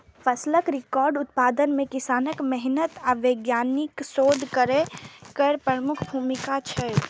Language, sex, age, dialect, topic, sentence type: Maithili, female, 31-35, Eastern / Thethi, agriculture, statement